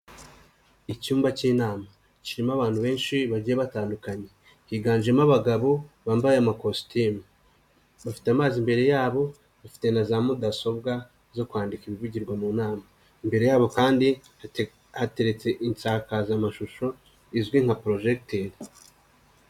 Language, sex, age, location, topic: Kinyarwanda, male, 25-35, Nyagatare, government